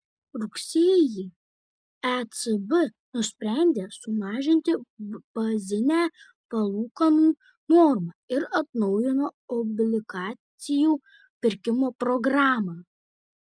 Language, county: Lithuanian, Šiauliai